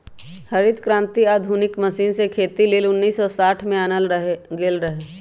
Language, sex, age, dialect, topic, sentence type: Magahi, female, 25-30, Western, agriculture, statement